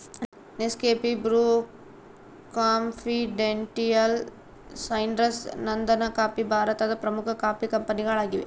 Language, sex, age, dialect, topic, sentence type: Kannada, female, 18-24, Central, agriculture, statement